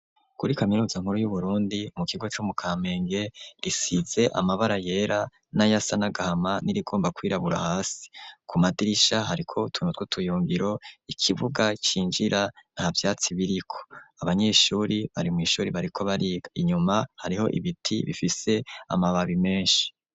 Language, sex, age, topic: Rundi, male, 25-35, education